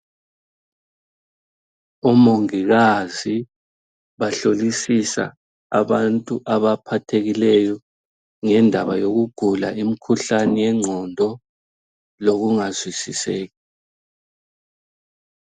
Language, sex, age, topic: North Ndebele, male, 36-49, health